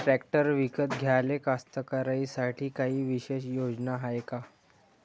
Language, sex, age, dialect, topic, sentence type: Marathi, female, 18-24, Varhadi, agriculture, statement